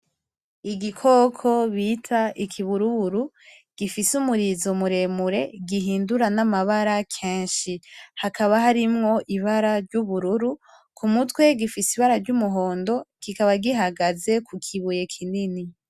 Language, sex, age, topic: Rundi, female, 18-24, agriculture